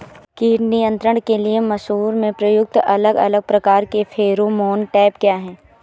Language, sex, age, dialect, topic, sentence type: Hindi, female, 18-24, Awadhi Bundeli, agriculture, question